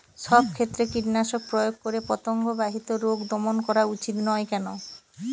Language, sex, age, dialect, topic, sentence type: Bengali, female, 31-35, Northern/Varendri, agriculture, question